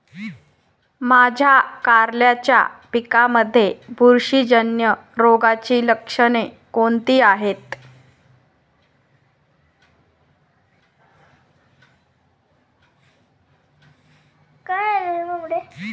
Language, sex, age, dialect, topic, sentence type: Marathi, female, 25-30, Standard Marathi, agriculture, question